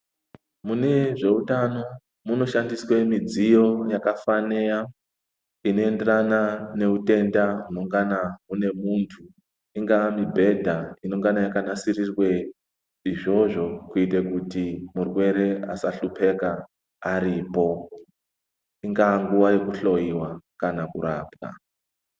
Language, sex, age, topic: Ndau, male, 50+, health